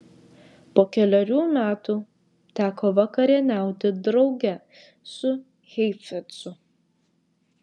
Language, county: Lithuanian, Vilnius